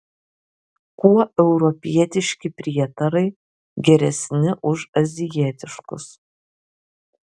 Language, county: Lithuanian, Kaunas